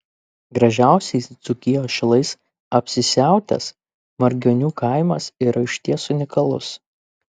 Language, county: Lithuanian, Kaunas